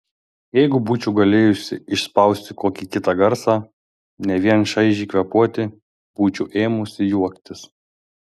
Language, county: Lithuanian, Šiauliai